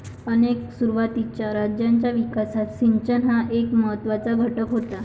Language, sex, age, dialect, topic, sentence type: Marathi, female, 60-100, Varhadi, agriculture, statement